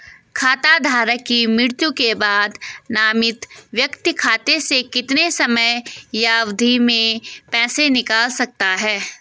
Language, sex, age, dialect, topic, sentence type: Hindi, female, 18-24, Garhwali, banking, question